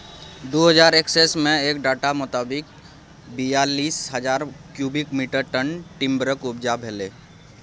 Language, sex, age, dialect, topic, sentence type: Maithili, male, 18-24, Bajjika, agriculture, statement